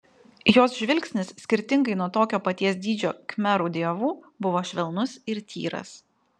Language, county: Lithuanian, Vilnius